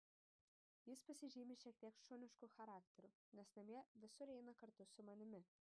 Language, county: Lithuanian, Panevėžys